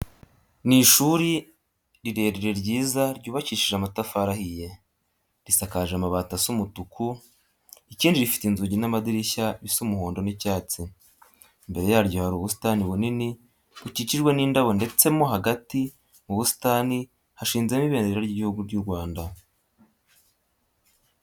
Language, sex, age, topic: Kinyarwanda, male, 18-24, education